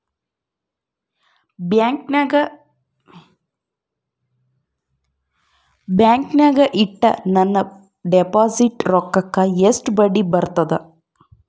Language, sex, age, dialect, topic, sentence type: Kannada, female, 25-30, Central, banking, question